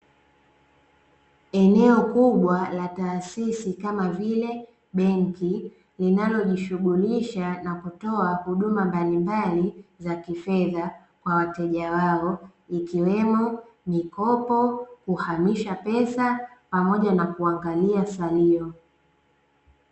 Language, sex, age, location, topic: Swahili, female, 18-24, Dar es Salaam, finance